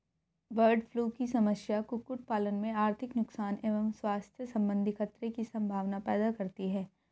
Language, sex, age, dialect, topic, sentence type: Hindi, female, 31-35, Hindustani Malvi Khadi Boli, agriculture, statement